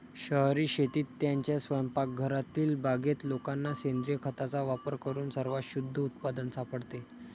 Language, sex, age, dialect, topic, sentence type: Marathi, male, 51-55, Standard Marathi, agriculture, statement